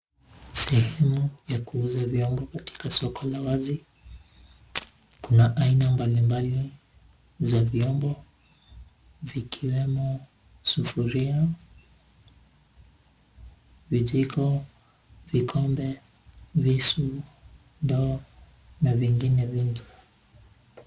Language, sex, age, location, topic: Swahili, male, 18-24, Nairobi, finance